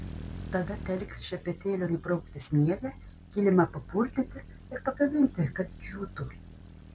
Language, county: Lithuanian, Panevėžys